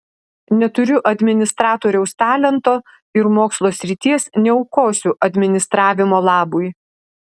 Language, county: Lithuanian, Alytus